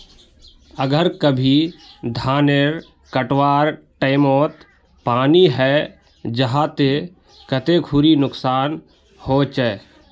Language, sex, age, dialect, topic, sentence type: Magahi, male, 18-24, Northeastern/Surjapuri, agriculture, question